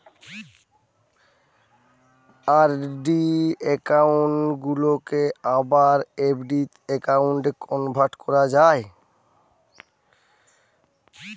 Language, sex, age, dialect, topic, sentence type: Bengali, male, 60-100, Western, banking, statement